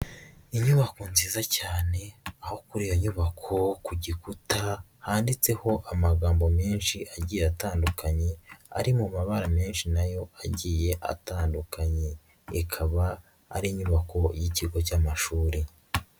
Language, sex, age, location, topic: Kinyarwanda, male, 50+, Nyagatare, education